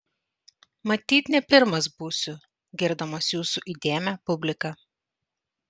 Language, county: Lithuanian, Vilnius